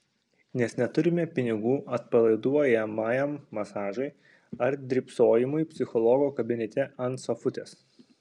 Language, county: Lithuanian, Kaunas